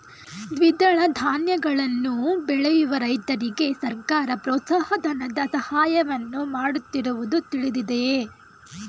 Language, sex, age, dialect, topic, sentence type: Kannada, female, 18-24, Mysore Kannada, agriculture, question